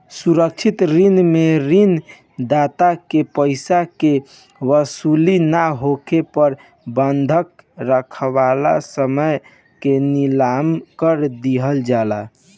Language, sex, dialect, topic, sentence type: Bhojpuri, male, Southern / Standard, banking, statement